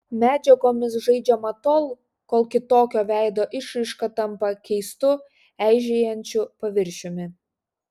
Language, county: Lithuanian, Šiauliai